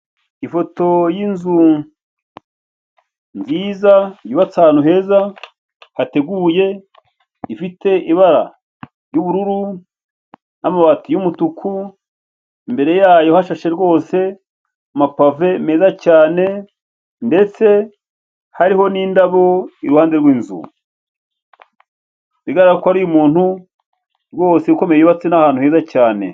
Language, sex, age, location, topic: Kinyarwanda, male, 50+, Kigali, finance